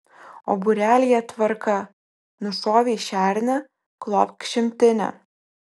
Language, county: Lithuanian, Vilnius